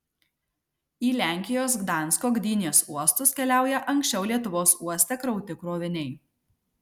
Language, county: Lithuanian, Marijampolė